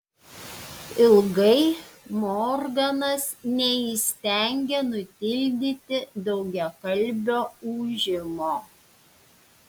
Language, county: Lithuanian, Panevėžys